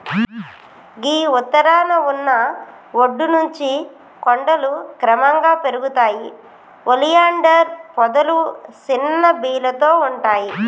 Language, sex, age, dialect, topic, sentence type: Telugu, female, 36-40, Telangana, agriculture, statement